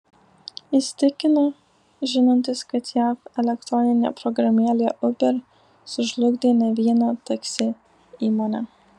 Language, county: Lithuanian, Alytus